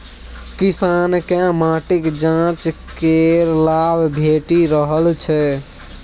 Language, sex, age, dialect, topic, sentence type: Maithili, male, 18-24, Bajjika, agriculture, statement